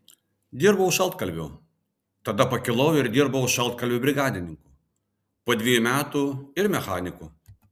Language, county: Lithuanian, Vilnius